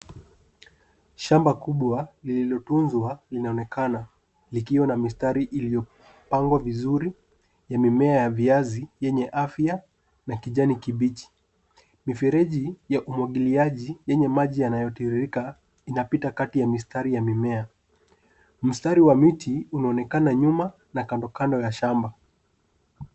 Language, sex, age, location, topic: Swahili, male, 18-24, Nairobi, agriculture